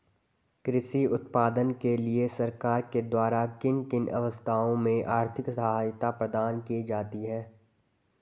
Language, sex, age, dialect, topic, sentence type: Hindi, male, 18-24, Garhwali, agriculture, question